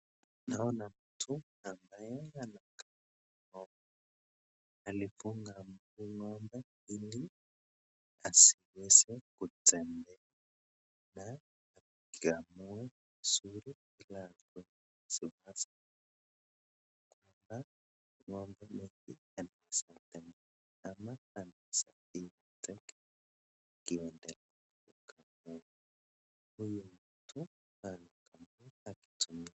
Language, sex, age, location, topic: Swahili, male, 25-35, Nakuru, agriculture